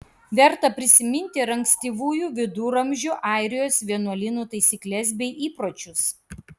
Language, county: Lithuanian, Kaunas